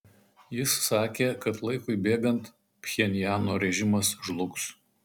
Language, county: Lithuanian, Marijampolė